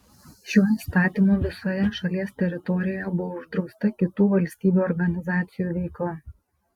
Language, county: Lithuanian, Panevėžys